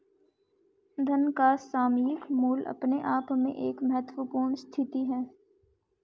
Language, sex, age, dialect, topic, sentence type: Hindi, female, 18-24, Hindustani Malvi Khadi Boli, banking, statement